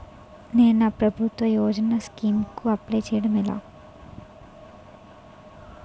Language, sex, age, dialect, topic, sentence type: Telugu, female, 18-24, Utterandhra, banking, question